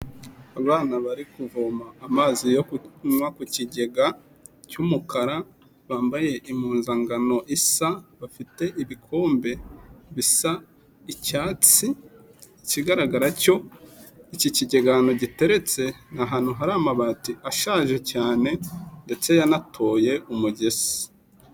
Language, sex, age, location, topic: Kinyarwanda, male, 25-35, Kigali, health